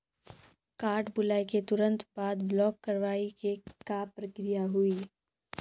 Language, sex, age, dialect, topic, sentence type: Maithili, female, 18-24, Angika, banking, question